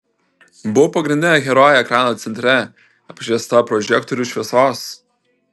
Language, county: Lithuanian, Telšiai